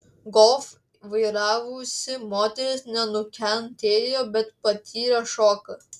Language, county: Lithuanian, Klaipėda